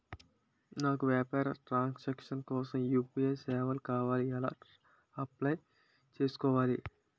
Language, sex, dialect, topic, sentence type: Telugu, male, Utterandhra, banking, question